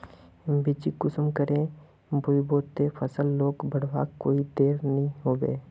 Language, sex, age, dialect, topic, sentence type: Magahi, male, 31-35, Northeastern/Surjapuri, agriculture, question